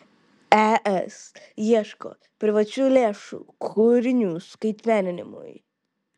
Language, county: Lithuanian, Vilnius